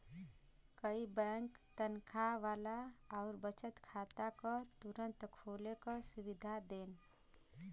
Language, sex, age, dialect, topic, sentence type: Bhojpuri, female, 25-30, Western, banking, statement